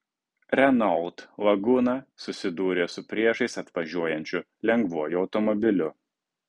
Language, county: Lithuanian, Kaunas